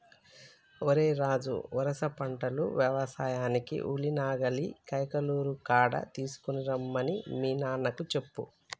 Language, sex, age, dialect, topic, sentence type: Telugu, female, 36-40, Telangana, agriculture, statement